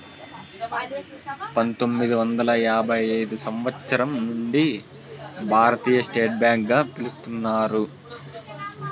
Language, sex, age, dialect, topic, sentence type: Telugu, male, 18-24, Southern, banking, statement